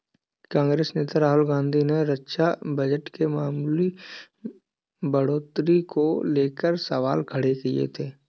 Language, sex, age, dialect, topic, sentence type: Hindi, male, 18-24, Kanauji Braj Bhasha, banking, statement